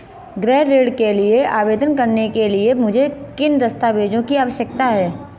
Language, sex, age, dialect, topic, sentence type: Hindi, female, 25-30, Marwari Dhudhari, banking, question